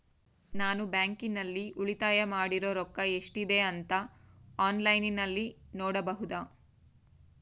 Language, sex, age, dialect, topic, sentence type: Kannada, female, 25-30, Central, banking, question